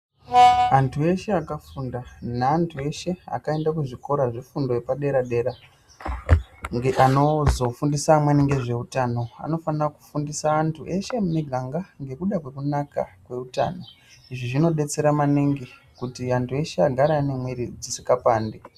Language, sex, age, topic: Ndau, male, 18-24, health